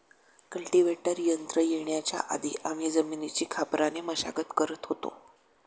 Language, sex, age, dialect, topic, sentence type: Marathi, male, 56-60, Standard Marathi, agriculture, statement